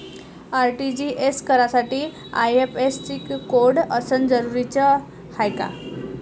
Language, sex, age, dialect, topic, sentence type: Marathi, female, 18-24, Varhadi, banking, question